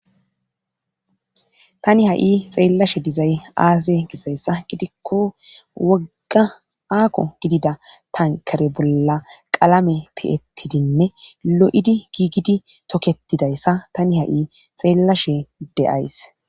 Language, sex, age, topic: Gamo, female, 25-35, government